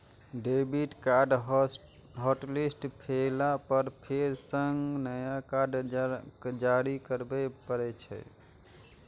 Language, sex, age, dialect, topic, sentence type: Maithili, male, 31-35, Eastern / Thethi, banking, statement